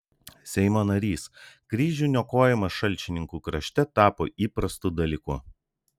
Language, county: Lithuanian, Vilnius